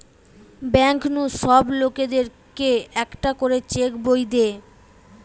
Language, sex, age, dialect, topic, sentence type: Bengali, female, 18-24, Western, banking, statement